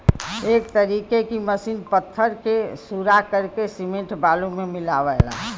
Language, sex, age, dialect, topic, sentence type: Bhojpuri, female, 25-30, Western, agriculture, statement